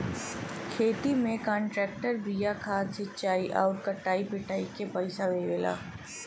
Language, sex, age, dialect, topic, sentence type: Bhojpuri, female, 25-30, Western, agriculture, statement